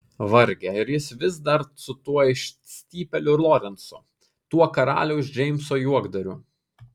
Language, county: Lithuanian, Kaunas